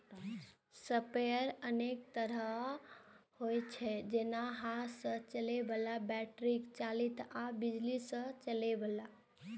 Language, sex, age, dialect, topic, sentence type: Maithili, female, 18-24, Eastern / Thethi, agriculture, statement